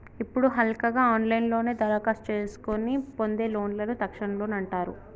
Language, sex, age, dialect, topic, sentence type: Telugu, female, 18-24, Telangana, banking, statement